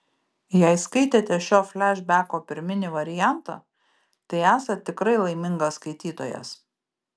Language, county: Lithuanian, Kaunas